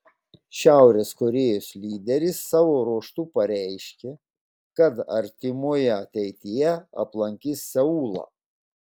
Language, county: Lithuanian, Klaipėda